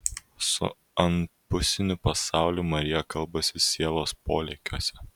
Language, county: Lithuanian, Kaunas